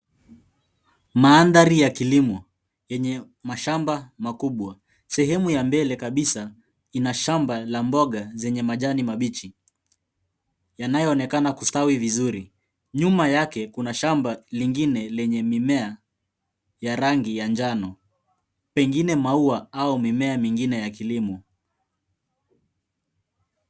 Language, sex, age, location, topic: Swahili, male, 18-24, Nairobi, agriculture